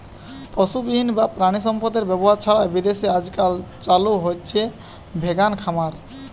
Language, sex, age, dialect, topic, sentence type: Bengali, male, 18-24, Western, agriculture, statement